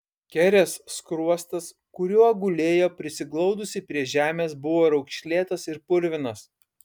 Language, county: Lithuanian, Kaunas